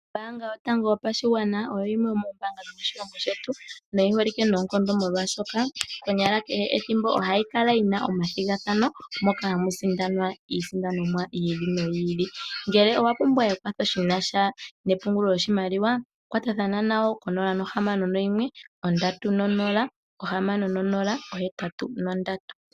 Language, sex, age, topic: Oshiwambo, female, 18-24, finance